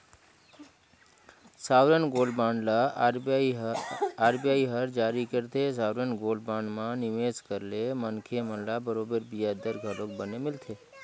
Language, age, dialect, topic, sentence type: Chhattisgarhi, 41-45, Northern/Bhandar, banking, statement